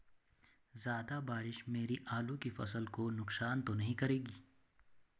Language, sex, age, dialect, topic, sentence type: Hindi, male, 25-30, Garhwali, agriculture, question